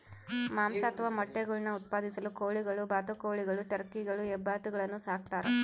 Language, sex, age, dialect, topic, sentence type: Kannada, female, 31-35, Central, agriculture, statement